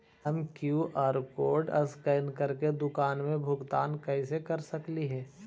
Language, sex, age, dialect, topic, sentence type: Magahi, male, 25-30, Central/Standard, banking, question